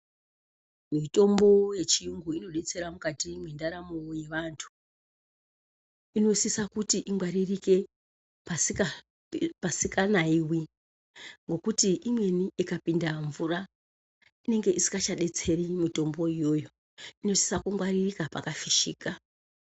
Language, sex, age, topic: Ndau, male, 36-49, health